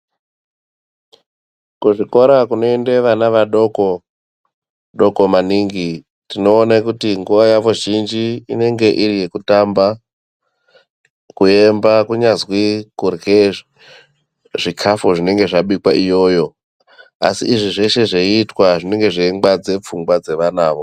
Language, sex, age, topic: Ndau, female, 18-24, education